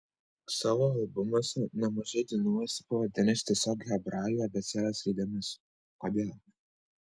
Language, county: Lithuanian, Vilnius